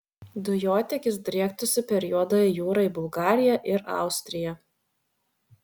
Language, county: Lithuanian, Vilnius